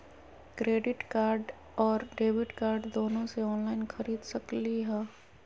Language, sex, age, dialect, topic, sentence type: Magahi, female, 25-30, Western, banking, question